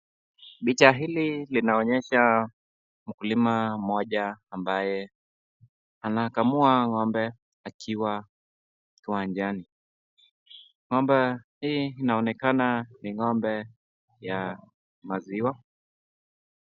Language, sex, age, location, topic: Swahili, male, 25-35, Nakuru, agriculture